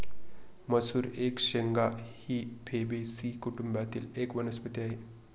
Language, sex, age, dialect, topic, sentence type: Marathi, male, 25-30, Northern Konkan, agriculture, statement